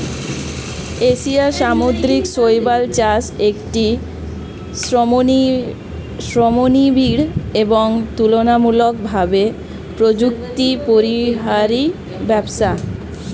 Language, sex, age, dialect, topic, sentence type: Bengali, female, 25-30, Standard Colloquial, agriculture, statement